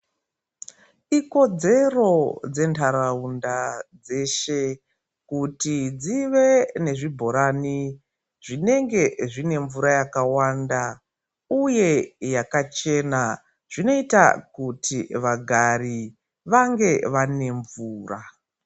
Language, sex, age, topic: Ndau, female, 36-49, health